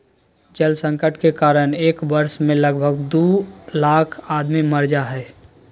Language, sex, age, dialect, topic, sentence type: Magahi, male, 56-60, Southern, agriculture, statement